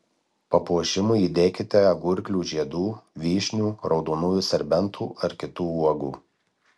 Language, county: Lithuanian, Marijampolė